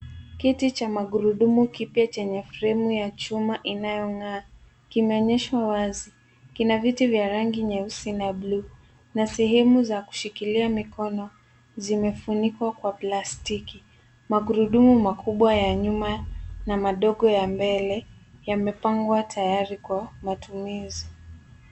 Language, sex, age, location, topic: Swahili, female, 18-24, Nairobi, health